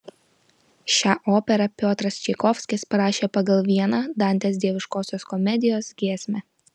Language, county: Lithuanian, Vilnius